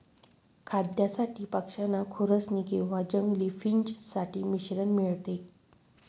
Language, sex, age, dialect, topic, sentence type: Marathi, female, 31-35, Northern Konkan, agriculture, statement